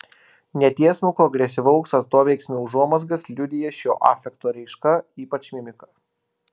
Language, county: Lithuanian, Klaipėda